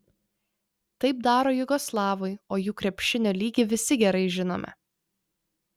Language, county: Lithuanian, Vilnius